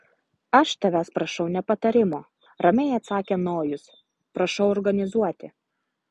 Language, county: Lithuanian, Utena